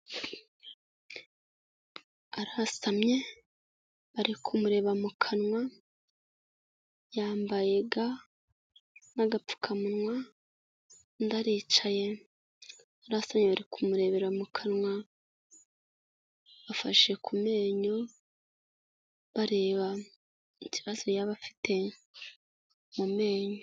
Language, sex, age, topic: Kinyarwanda, female, 25-35, health